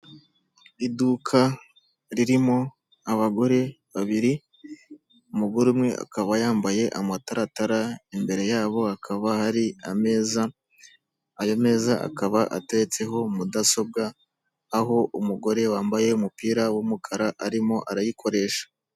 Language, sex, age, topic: Kinyarwanda, male, 25-35, finance